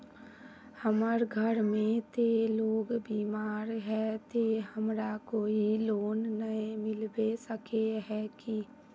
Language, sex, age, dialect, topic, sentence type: Magahi, female, 25-30, Northeastern/Surjapuri, banking, question